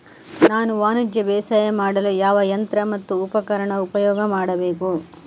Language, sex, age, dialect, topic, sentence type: Kannada, female, 25-30, Coastal/Dakshin, agriculture, question